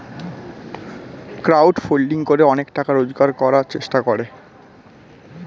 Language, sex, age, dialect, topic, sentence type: Bengali, male, 18-24, Standard Colloquial, banking, statement